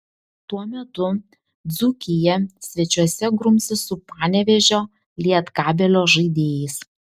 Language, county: Lithuanian, Šiauliai